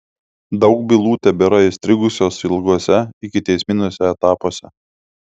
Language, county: Lithuanian, Klaipėda